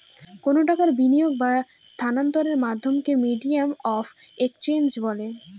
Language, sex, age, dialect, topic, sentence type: Bengali, female, 18-24, Northern/Varendri, banking, statement